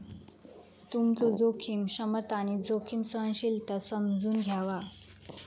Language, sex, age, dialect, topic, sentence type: Marathi, female, 18-24, Southern Konkan, banking, statement